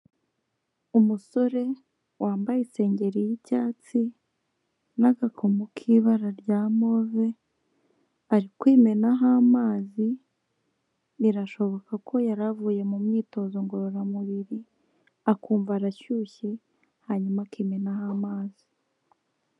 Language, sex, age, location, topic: Kinyarwanda, female, 25-35, Kigali, health